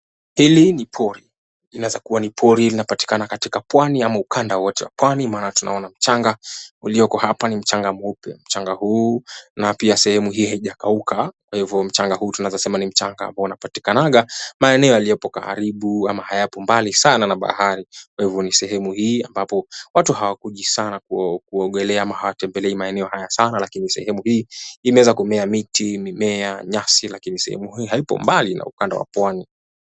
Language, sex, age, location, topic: Swahili, male, 18-24, Mombasa, agriculture